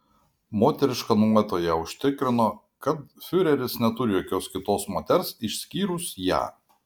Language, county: Lithuanian, Panevėžys